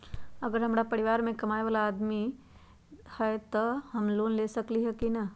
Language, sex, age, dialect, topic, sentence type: Magahi, female, 25-30, Western, banking, question